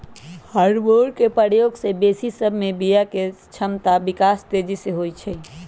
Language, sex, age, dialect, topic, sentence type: Magahi, male, 18-24, Western, agriculture, statement